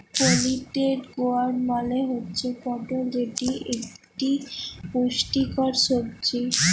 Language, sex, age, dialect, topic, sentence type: Bengali, female, 18-24, Jharkhandi, agriculture, statement